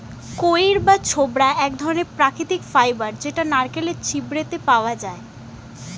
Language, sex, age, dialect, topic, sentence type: Bengali, female, 18-24, Standard Colloquial, agriculture, statement